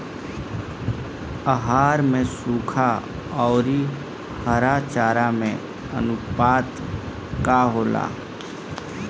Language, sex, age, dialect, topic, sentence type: Bhojpuri, female, 18-24, Northern, agriculture, question